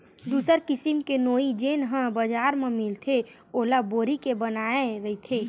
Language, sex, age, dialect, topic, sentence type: Chhattisgarhi, male, 25-30, Western/Budati/Khatahi, agriculture, statement